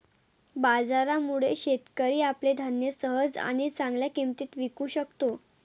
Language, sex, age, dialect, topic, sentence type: Marathi, female, 18-24, Varhadi, agriculture, statement